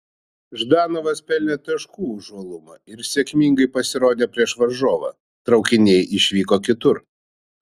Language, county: Lithuanian, Vilnius